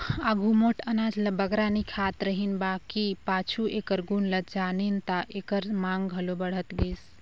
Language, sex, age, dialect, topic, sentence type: Chhattisgarhi, female, 25-30, Northern/Bhandar, agriculture, statement